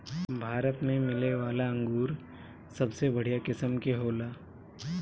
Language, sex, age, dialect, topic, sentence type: Bhojpuri, male, 31-35, Northern, agriculture, statement